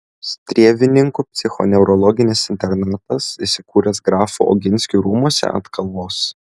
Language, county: Lithuanian, Klaipėda